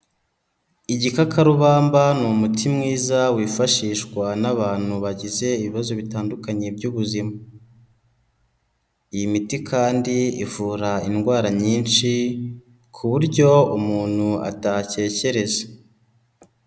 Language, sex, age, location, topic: Kinyarwanda, male, 18-24, Kigali, health